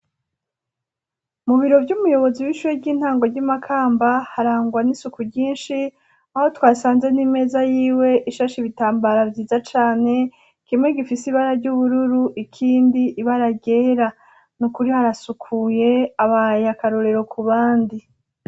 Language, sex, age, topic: Rundi, female, 36-49, education